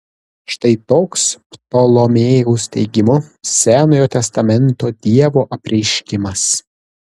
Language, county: Lithuanian, Kaunas